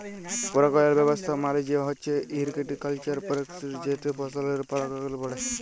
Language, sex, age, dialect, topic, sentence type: Bengali, male, 18-24, Jharkhandi, agriculture, statement